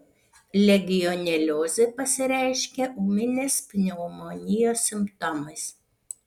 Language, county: Lithuanian, Panevėžys